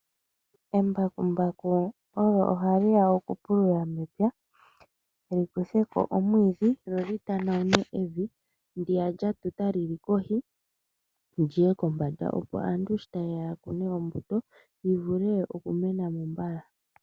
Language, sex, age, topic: Oshiwambo, male, 25-35, agriculture